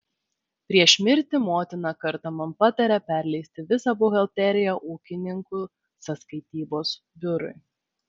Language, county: Lithuanian, Vilnius